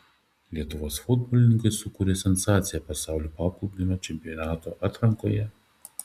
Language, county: Lithuanian, Šiauliai